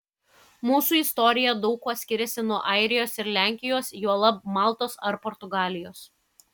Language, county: Lithuanian, Kaunas